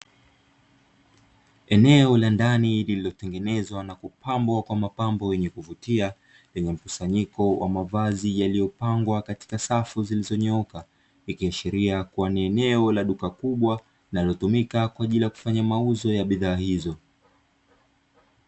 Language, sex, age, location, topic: Swahili, male, 25-35, Dar es Salaam, finance